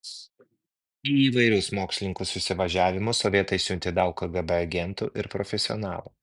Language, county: Lithuanian, Vilnius